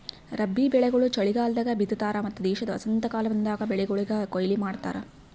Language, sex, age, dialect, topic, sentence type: Kannada, female, 51-55, Northeastern, agriculture, statement